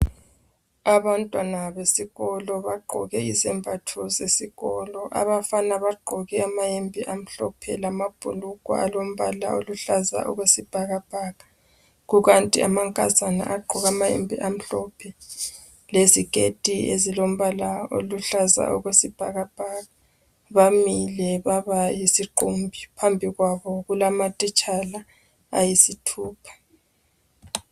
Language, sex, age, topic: North Ndebele, female, 25-35, education